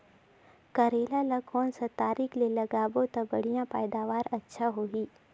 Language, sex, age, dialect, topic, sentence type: Chhattisgarhi, female, 18-24, Northern/Bhandar, agriculture, question